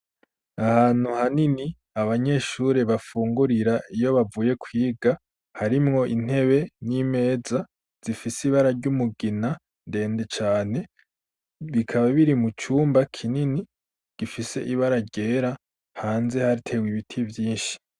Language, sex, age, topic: Rundi, male, 18-24, education